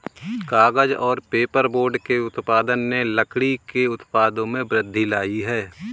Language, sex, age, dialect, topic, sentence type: Hindi, male, 31-35, Awadhi Bundeli, agriculture, statement